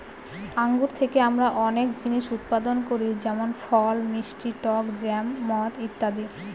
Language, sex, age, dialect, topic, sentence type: Bengali, female, 25-30, Northern/Varendri, agriculture, statement